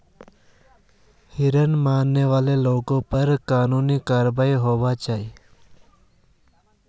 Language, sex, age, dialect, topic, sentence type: Magahi, male, 31-35, Northeastern/Surjapuri, agriculture, statement